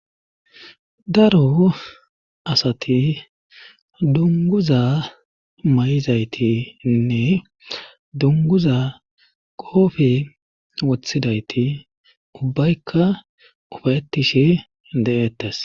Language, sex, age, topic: Gamo, male, 25-35, government